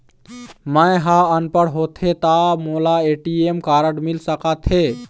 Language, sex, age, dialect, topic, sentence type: Chhattisgarhi, male, 18-24, Eastern, banking, question